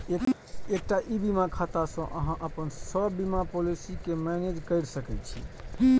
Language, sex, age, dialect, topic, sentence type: Maithili, male, 31-35, Eastern / Thethi, banking, statement